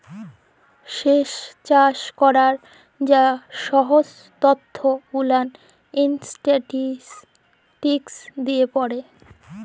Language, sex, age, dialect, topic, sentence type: Bengali, female, 18-24, Jharkhandi, agriculture, statement